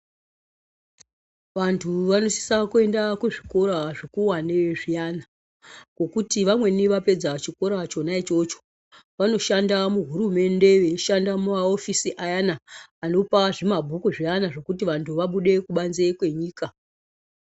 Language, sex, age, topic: Ndau, male, 36-49, education